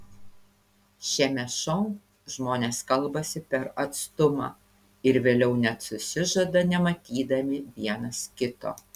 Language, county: Lithuanian, Panevėžys